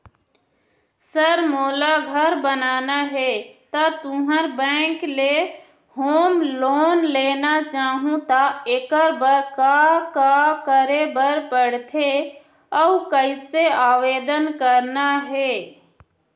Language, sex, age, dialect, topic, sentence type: Chhattisgarhi, female, 25-30, Eastern, banking, question